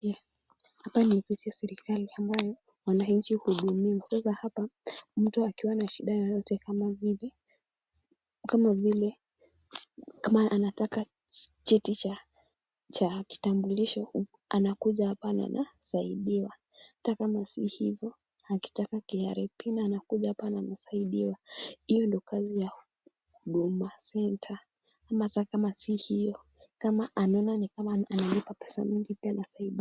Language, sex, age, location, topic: Swahili, female, 18-24, Kisumu, government